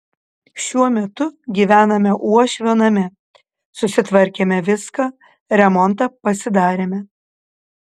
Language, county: Lithuanian, Panevėžys